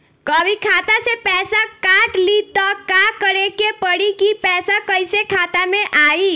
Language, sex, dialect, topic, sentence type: Bhojpuri, female, Northern, banking, question